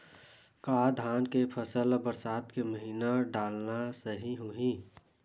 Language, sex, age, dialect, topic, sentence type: Chhattisgarhi, male, 18-24, Western/Budati/Khatahi, agriculture, question